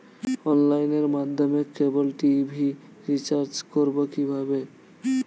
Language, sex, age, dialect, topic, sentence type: Bengali, male, 18-24, Standard Colloquial, banking, question